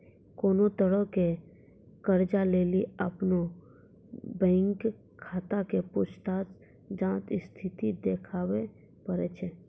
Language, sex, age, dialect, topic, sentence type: Maithili, female, 51-55, Angika, banking, statement